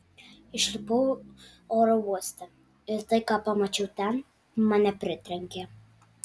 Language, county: Lithuanian, Alytus